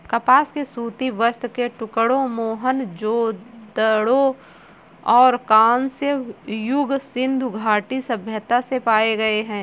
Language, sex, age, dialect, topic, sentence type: Hindi, female, 18-24, Marwari Dhudhari, agriculture, statement